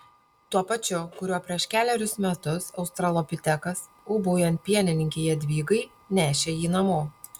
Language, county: Lithuanian, Panevėžys